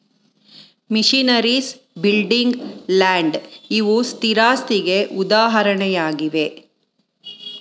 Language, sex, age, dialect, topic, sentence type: Kannada, female, 41-45, Mysore Kannada, banking, statement